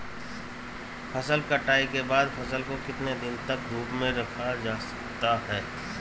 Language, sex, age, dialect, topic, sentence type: Hindi, male, 41-45, Marwari Dhudhari, agriculture, question